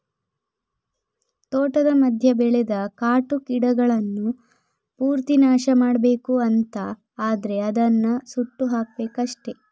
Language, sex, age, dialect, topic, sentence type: Kannada, female, 25-30, Coastal/Dakshin, agriculture, statement